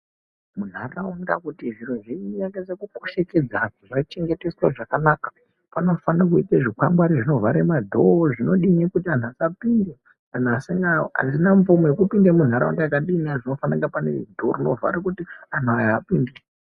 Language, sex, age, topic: Ndau, male, 18-24, education